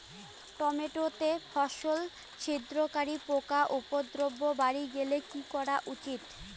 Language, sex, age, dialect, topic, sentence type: Bengali, female, 25-30, Rajbangshi, agriculture, question